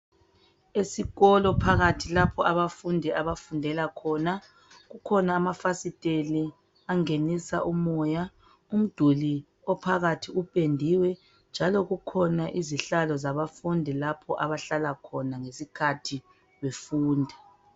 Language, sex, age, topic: North Ndebele, female, 25-35, education